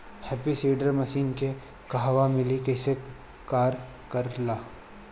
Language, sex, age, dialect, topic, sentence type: Bhojpuri, female, 18-24, Northern, agriculture, question